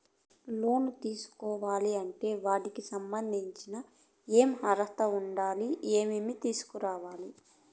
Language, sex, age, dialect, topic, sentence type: Telugu, female, 25-30, Southern, banking, question